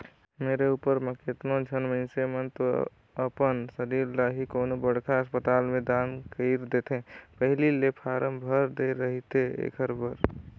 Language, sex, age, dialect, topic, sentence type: Chhattisgarhi, male, 18-24, Northern/Bhandar, banking, statement